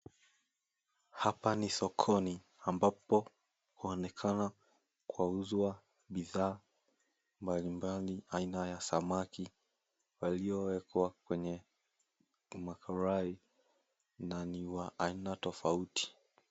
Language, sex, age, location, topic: Swahili, male, 18-24, Mombasa, agriculture